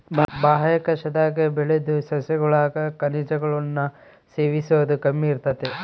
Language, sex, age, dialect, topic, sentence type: Kannada, male, 18-24, Central, agriculture, statement